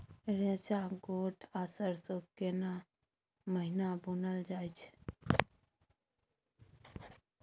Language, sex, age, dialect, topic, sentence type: Maithili, female, 25-30, Bajjika, agriculture, question